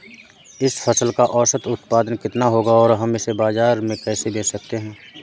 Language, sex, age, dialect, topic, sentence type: Hindi, male, 31-35, Awadhi Bundeli, agriculture, question